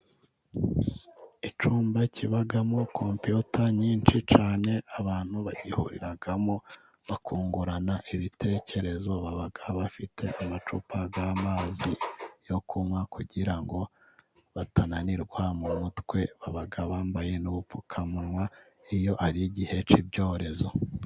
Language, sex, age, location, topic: Kinyarwanda, male, 18-24, Musanze, government